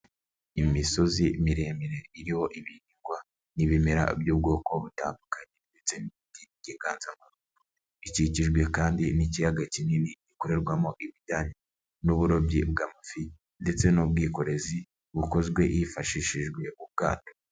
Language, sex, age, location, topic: Kinyarwanda, male, 36-49, Nyagatare, agriculture